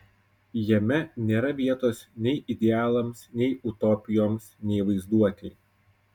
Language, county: Lithuanian, Kaunas